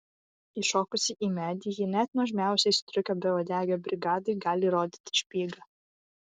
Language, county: Lithuanian, Vilnius